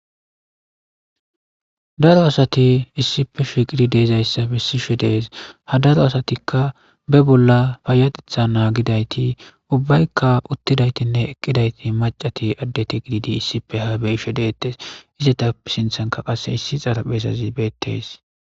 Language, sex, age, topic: Gamo, male, 25-35, government